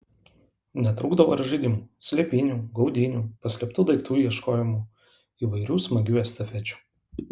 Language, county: Lithuanian, Alytus